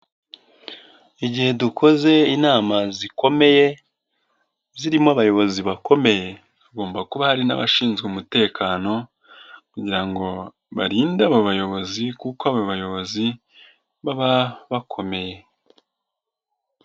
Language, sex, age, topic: Kinyarwanda, male, 18-24, government